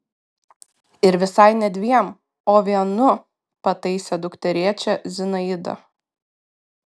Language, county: Lithuanian, Kaunas